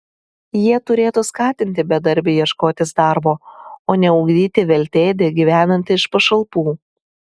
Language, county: Lithuanian, Telšiai